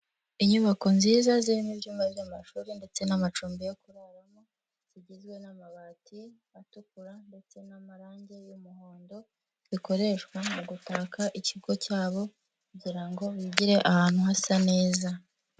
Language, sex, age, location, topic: Kinyarwanda, female, 18-24, Huye, education